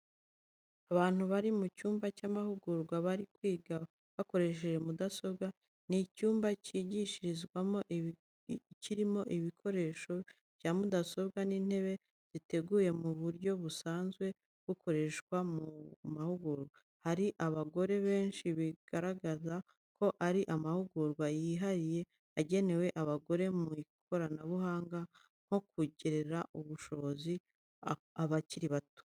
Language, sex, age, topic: Kinyarwanda, female, 25-35, education